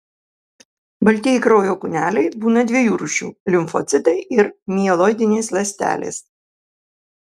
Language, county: Lithuanian, Kaunas